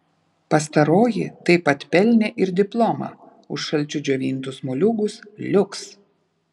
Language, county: Lithuanian, Vilnius